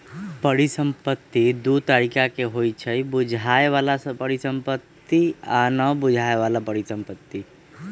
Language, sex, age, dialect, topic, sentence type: Magahi, male, 25-30, Western, banking, statement